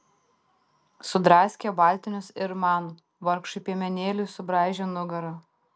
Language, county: Lithuanian, Tauragė